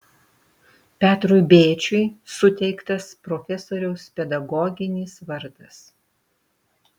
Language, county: Lithuanian, Utena